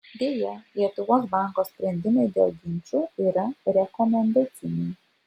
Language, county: Lithuanian, Vilnius